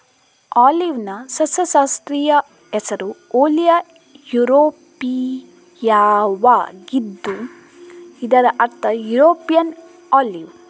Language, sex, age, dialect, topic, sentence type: Kannada, female, 18-24, Coastal/Dakshin, agriculture, statement